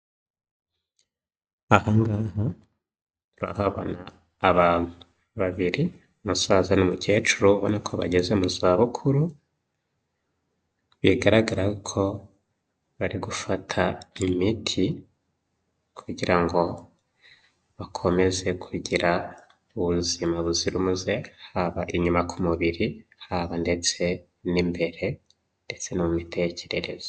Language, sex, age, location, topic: Kinyarwanda, male, 25-35, Huye, health